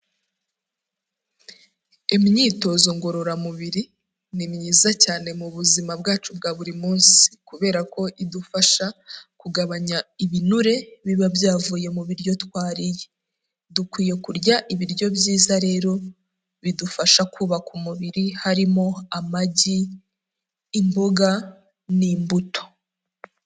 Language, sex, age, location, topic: Kinyarwanda, female, 25-35, Huye, health